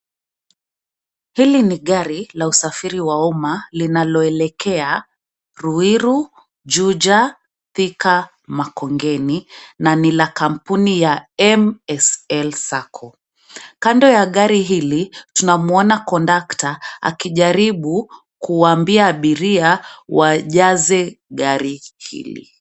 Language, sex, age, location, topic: Swahili, female, 25-35, Nairobi, government